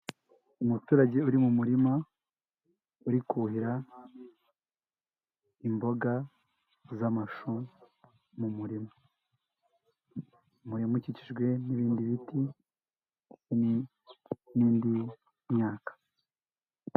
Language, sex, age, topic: Kinyarwanda, male, 18-24, agriculture